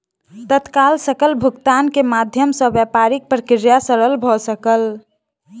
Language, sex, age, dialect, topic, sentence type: Maithili, female, 18-24, Southern/Standard, banking, statement